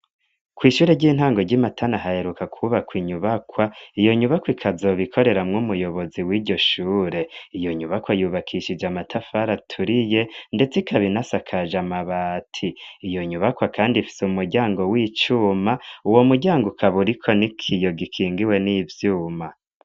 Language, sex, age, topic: Rundi, male, 25-35, education